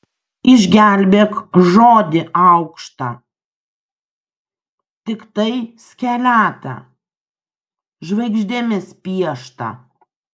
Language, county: Lithuanian, Kaunas